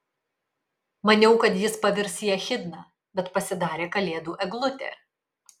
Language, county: Lithuanian, Kaunas